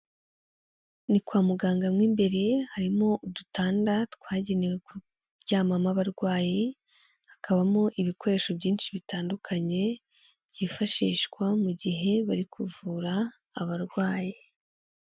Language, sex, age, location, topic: Kinyarwanda, female, 18-24, Kigali, health